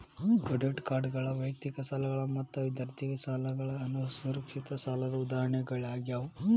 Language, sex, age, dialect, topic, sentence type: Kannada, male, 18-24, Dharwad Kannada, banking, statement